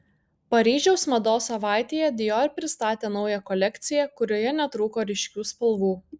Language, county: Lithuanian, Kaunas